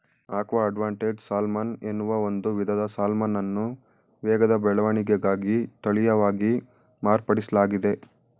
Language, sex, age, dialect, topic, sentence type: Kannada, male, 18-24, Mysore Kannada, agriculture, statement